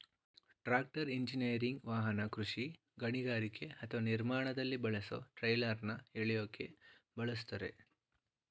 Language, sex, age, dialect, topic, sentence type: Kannada, male, 46-50, Mysore Kannada, agriculture, statement